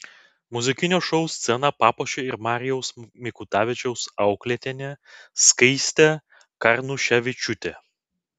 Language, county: Lithuanian, Vilnius